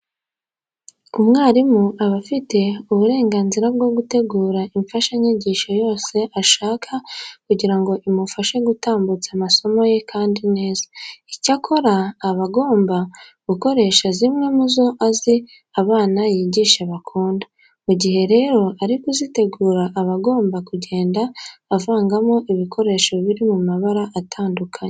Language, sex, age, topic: Kinyarwanda, female, 18-24, education